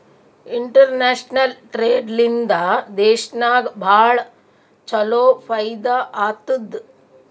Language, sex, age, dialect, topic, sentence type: Kannada, female, 60-100, Northeastern, banking, statement